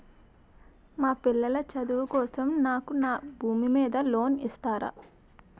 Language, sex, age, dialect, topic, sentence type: Telugu, female, 18-24, Utterandhra, banking, question